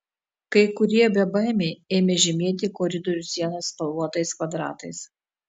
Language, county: Lithuanian, Telšiai